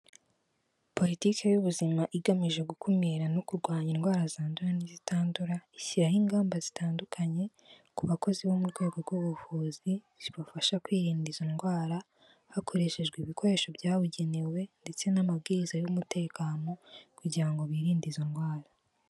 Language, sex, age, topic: Kinyarwanda, female, 18-24, health